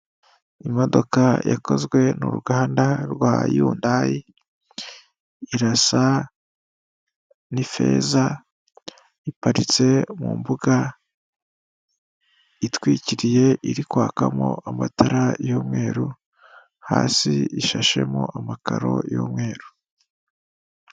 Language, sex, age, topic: Kinyarwanda, female, 36-49, finance